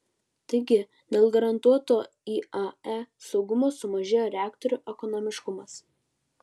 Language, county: Lithuanian, Utena